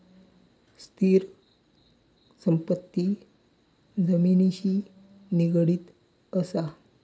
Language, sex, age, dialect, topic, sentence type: Marathi, male, 18-24, Southern Konkan, banking, statement